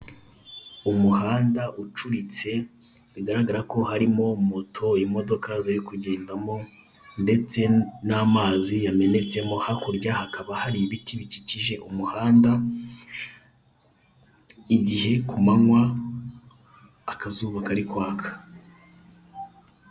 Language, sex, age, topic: Kinyarwanda, male, 18-24, government